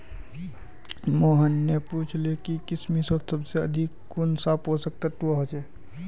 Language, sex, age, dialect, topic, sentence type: Magahi, male, 18-24, Northeastern/Surjapuri, agriculture, statement